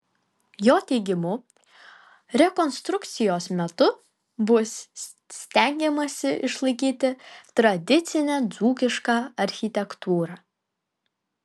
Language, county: Lithuanian, Kaunas